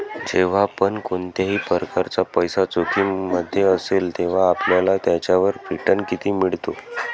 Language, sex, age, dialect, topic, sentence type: Marathi, male, 18-24, Northern Konkan, banking, statement